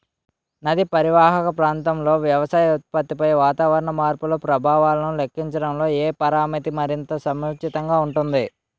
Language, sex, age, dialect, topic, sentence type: Telugu, male, 18-24, Utterandhra, agriculture, question